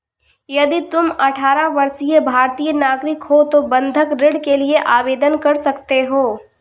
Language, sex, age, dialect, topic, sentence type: Hindi, female, 25-30, Awadhi Bundeli, banking, statement